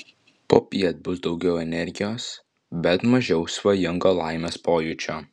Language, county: Lithuanian, Vilnius